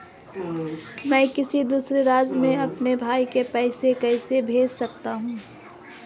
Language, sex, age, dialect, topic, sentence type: Hindi, female, 18-24, Marwari Dhudhari, banking, question